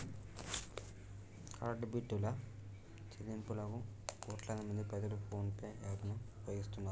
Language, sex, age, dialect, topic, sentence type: Telugu, male, 18-24, Telangana, banking, statement